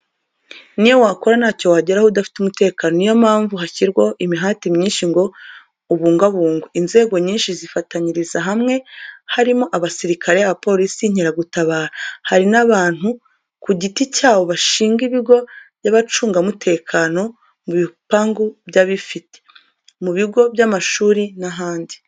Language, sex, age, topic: Kinyarwanda, female, 25-35, education